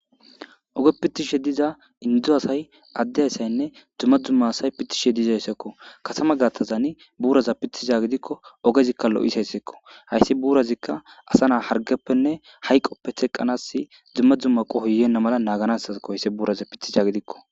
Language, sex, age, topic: Gamo, male, 25-35, government